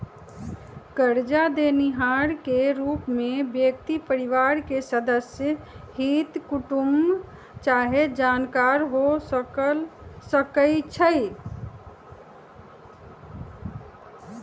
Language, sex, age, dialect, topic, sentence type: Magahi, female, 31-35, Western, banking, statement